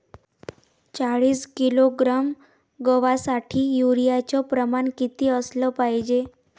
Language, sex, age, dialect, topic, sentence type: Marathi, female, 18-24, Varhadi, agriculture, question